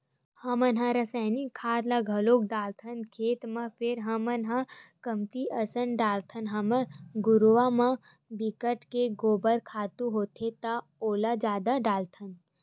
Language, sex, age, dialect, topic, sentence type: Chhattisgarhi, female, 25-30, Western/Budati/Khatahi, agriculture, statement